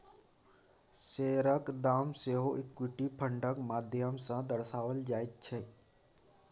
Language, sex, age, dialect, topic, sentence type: Maithili, male, 18-24, Bajjika, banking, statement